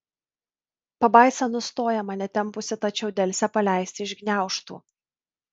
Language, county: Lithuanian, Vilnius